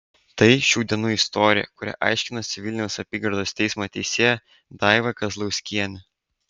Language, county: Lithuanian, Vilnius